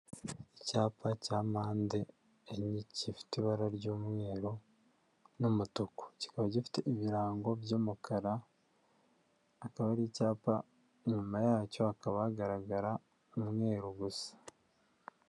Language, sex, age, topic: Kinyarwanda, male, 25-35, government